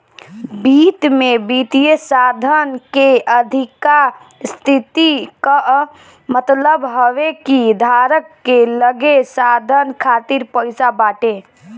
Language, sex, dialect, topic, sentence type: Bhojpuri, female, Northern, banking, statement